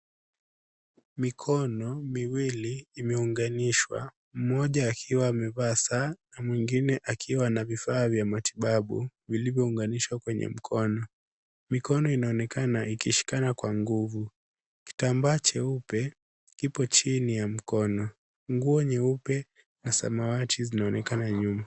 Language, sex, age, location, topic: Swahili, male, 18-24, Kisumu, health